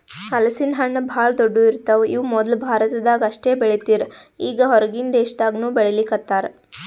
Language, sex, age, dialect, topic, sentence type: Kannada, female, 18-24, Northeastern, agriculture, statement